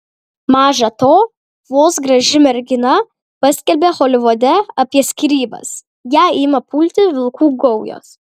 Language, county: Lithuanian, Kaunas